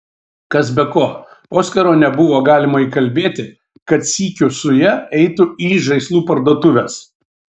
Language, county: Lithuanian, Šiauliai